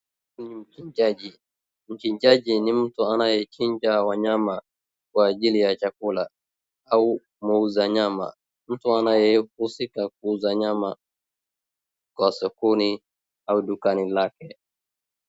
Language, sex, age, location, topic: Swahili, male, 36-49, Wajir, finance